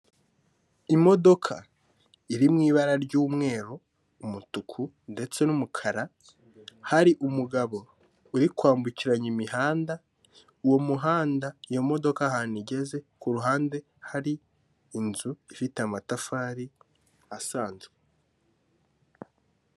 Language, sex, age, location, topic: Kinyarwanda, male, 18-24, Kigali, government